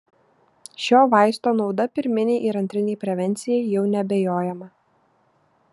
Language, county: Lithuanian, Šiauliai